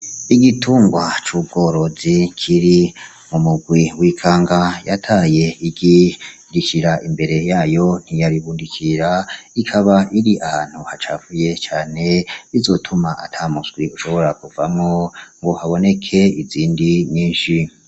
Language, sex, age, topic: Rundi, male, 36-49, agriculture